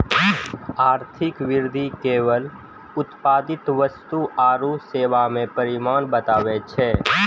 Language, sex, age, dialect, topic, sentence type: Maithili, male, 41-45, Angika, banking, statement